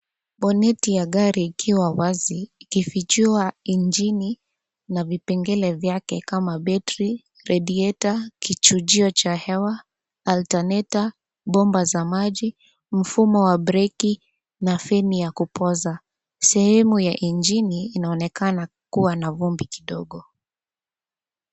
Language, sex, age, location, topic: Swahili, female, 25-35, Nairobi, finance